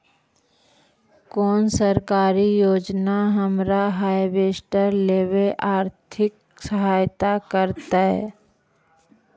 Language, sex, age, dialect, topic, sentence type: Magahi, female, 60-100, Central/Standard, agriculture, question